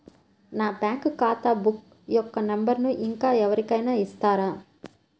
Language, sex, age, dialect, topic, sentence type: Telugu, female, 31-35, Central/Coastal, banking, question